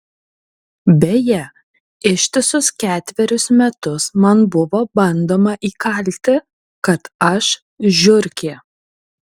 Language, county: Lithuanian, Kaunas